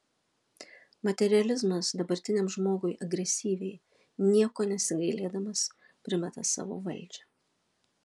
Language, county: Lithuanian, Alytus